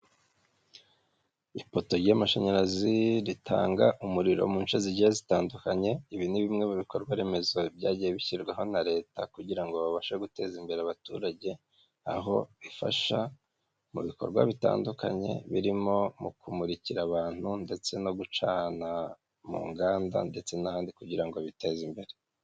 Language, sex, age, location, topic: Kinyarwanda, male, 25-35, Kigali, government